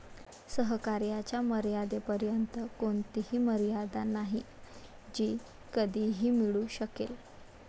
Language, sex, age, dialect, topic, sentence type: Marathi, female, 18-24, Varhadi, banking, statement